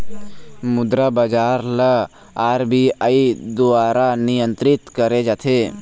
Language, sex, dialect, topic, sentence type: Chhattisgarhi, male, Eastern, banking, statement